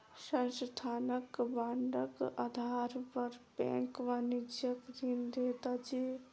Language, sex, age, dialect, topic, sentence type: Maithili, female, 18-24, Southern/Standard, banking, statement